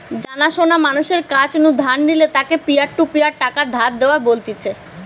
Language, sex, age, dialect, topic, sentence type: Bengali, female, 25-30, Western, banking, statement